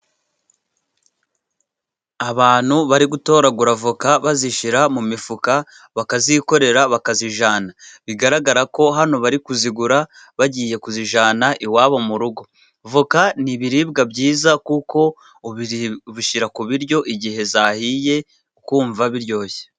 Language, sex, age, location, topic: Kinyarwanda, male, 25-35, Burera, agriculture